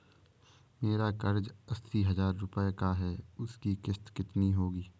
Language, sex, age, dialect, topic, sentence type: Hindi, male, 18-24, Awadhi Bundeli, banking, question